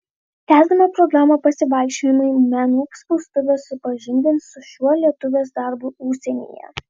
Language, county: Lithuanian, Vilnius